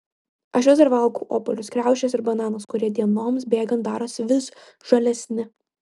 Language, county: Lithuanian, Klaipėda